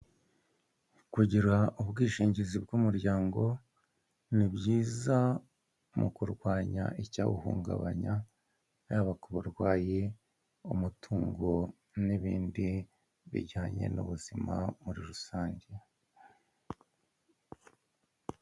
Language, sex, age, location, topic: Kinyarwanda, male, 50+, Kigali, finance